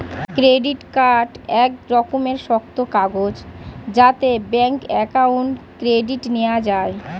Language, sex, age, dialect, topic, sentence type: Bengali, female, 31-35, Standard Colloquial, banking, statement